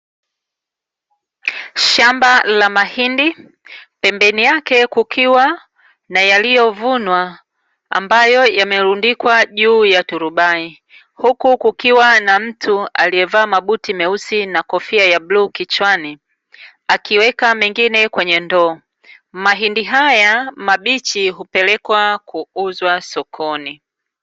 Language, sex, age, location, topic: Swahili, female, 36-49, Dar es Salaam, agriculture